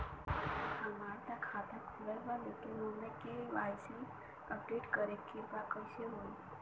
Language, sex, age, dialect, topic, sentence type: Bhojpuri, female, 18-24, Western, banking, question